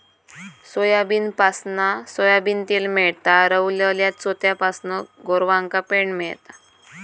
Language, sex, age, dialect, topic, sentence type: Marathi, female, 41-45, Southern Konkan, agriculture, statement